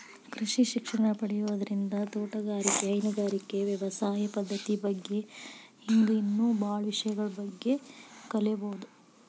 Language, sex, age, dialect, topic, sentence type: Kannada, female, 25-30, Dharwad Kannada, agriculture, statement